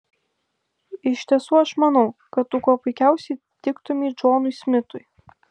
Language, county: Lithuanian, Vilnius